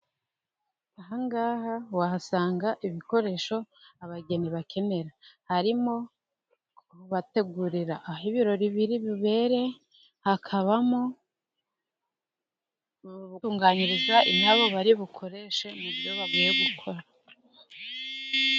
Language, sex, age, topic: Kinyarwanda, female, 18-24, finance